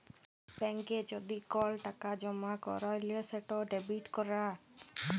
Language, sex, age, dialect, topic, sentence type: Bengali, female, 18-24, Jharkhandi, banking, statement